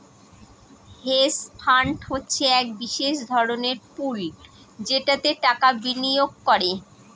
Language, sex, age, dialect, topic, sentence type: Bengali, female, 36-40, Northern/Varendri, banking, statement